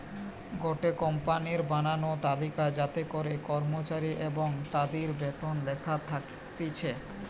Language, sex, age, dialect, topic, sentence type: Bengali, male, 18-24, Western, banking, statement